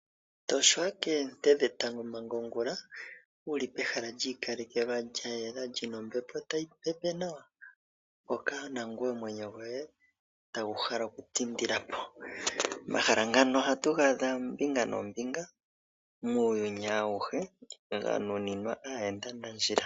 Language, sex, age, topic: Oshiwambo, male, 25-35, agriculture